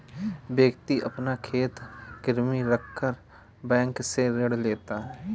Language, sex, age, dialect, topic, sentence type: Hindi, male, 18-24, Awadhi Bundeli, banking, statement